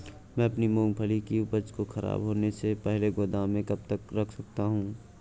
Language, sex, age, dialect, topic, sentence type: Hindi, male, 18-24, Awadhi Bundeli, agriculture, question